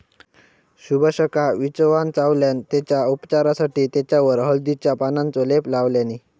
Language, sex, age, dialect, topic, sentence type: Marathi, male, 18-24, Southern Konkan, agriculture, statement